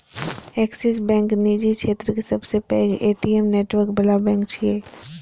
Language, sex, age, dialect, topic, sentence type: Maithili, male, 25-30, Eastern / Thethi, banking, statement